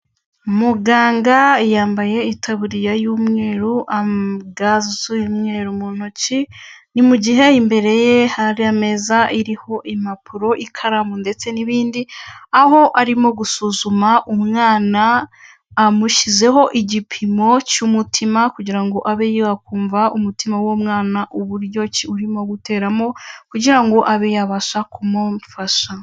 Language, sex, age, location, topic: Kinyarwanda, female, 25-35, Kigali, health